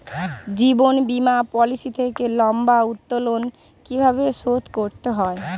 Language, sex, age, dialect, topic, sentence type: Bengali, female, 31-35, Standard Colloquial, banking, question